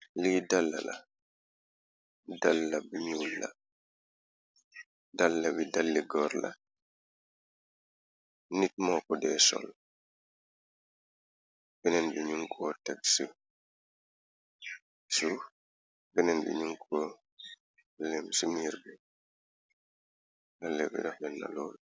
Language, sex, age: Wolof, male, 36-49